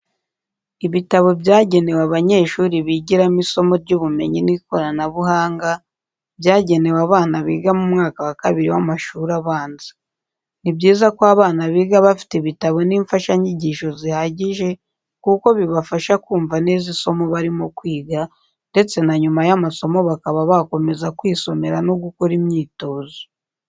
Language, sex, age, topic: Kinyarwanda, female, 18-24, education